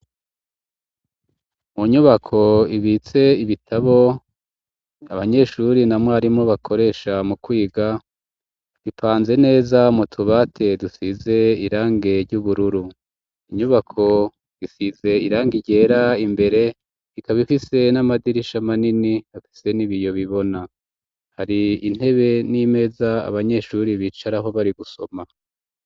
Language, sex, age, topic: Rundi, male, 36-49, education